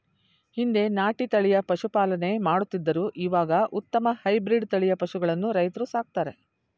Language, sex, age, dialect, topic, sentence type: Kannada, female, 60-100, Mysore Kannada, agriculture, statement